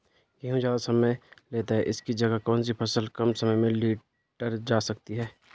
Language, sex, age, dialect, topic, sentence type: Hindi, male, 25-30, Garhwali, agriculture, question